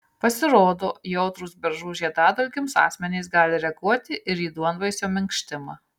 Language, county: Lithuanian, Marijampolė